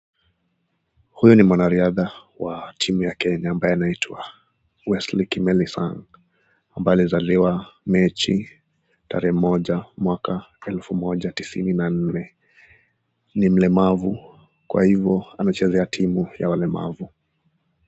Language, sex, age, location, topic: Swahili, male, 18-24, Nakuru, education